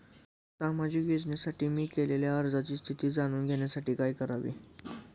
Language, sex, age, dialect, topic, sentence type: Marathi, male, 18-24, Standard Marathi, banking, question